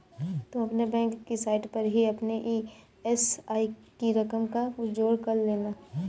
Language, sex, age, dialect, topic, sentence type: Hindi, female, 25-30, Awadhi Bundeli, banking, statement